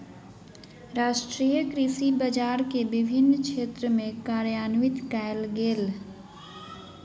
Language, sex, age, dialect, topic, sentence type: Maithili, female, 18-24, Southern/Standard, agriculture, statement